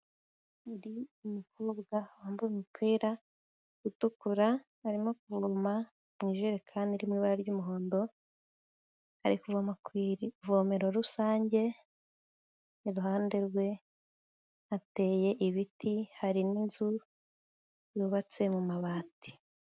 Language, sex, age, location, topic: Kinyarwanda, female, 18-24, Kigali, health